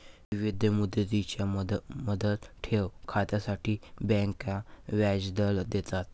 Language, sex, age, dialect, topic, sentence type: Marathi, male, 18-24, Varhadi, banking, statement